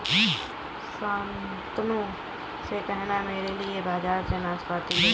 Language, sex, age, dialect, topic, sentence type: Hindi, female, 25-30, Kanauji Braj Bhasha, agriculture, statement